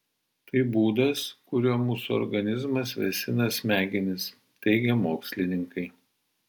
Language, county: Lithuanian, Vilnius